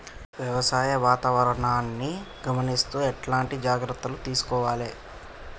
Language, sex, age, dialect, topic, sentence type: Telugu, male, 18-24, Telangana, agriculture, question